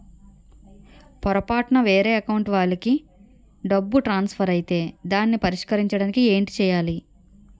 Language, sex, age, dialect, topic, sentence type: Telugu, female, 31-35, Utterandhra, banking, question